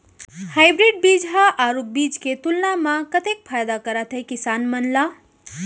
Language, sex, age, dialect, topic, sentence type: Chhattisgarhi, female, 25-30, Central, agriculture, question